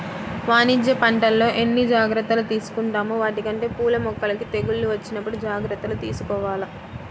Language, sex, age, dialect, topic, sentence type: Telugu, female, 25-30, Central/Coastal, agriculture, statement